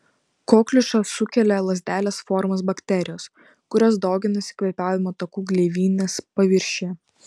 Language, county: Lithuanian, Vilnius